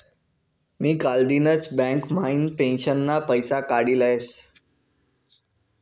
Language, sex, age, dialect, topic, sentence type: Marathi, male, 18-24, Northern Konkan, banking, statement